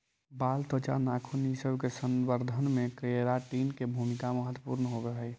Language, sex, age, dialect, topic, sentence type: Magahi, male, 18-24, Central/Standard, agriculture, statement